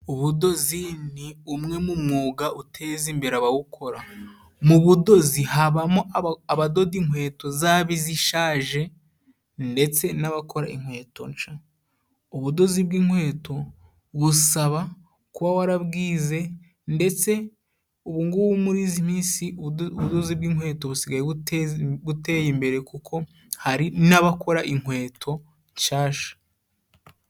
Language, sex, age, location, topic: Kinyarwanda, male, 18-24, Musanze, education